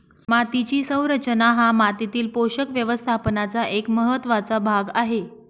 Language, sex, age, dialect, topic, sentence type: Marathi, female, 25-30, Northern Konkan, agriculture, statement